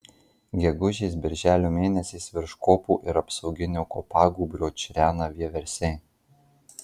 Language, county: Lithuanian, Marijampolė